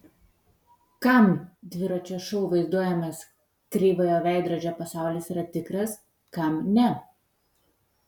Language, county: Lithuanian, Vilnius